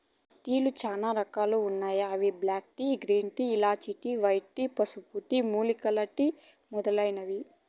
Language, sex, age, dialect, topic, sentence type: Telugu, female, 25-30, Southern, agriculture, statement